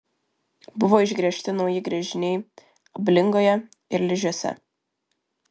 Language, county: Lithuanian, Vilnius